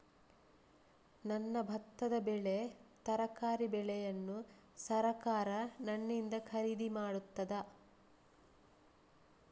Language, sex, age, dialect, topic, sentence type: Kannada, female, 36-40, Coastal/Dakshin, agriculture, question